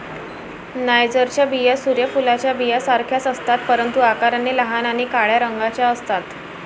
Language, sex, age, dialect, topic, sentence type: Marathi, female, <18, Varhadi, agriculture, statement